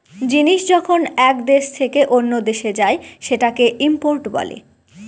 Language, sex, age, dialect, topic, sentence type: Bengali, female, 18-24, Northern/Varendri, banking, statement